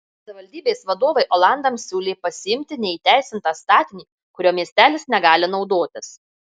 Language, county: Lithuanian, Marijampolė